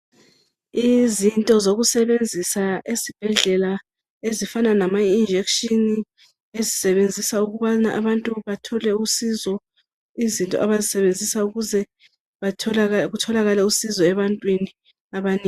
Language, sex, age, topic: North Ndebele, female, 25-35, health